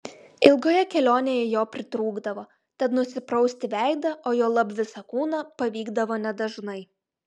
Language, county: Lithuanian, Klaipėda